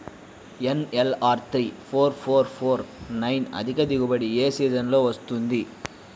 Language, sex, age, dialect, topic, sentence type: Telugu, male, 18-24, Central/Coastal, agriculture, question